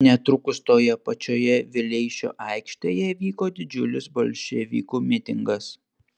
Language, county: Lithuanian, Panevėžys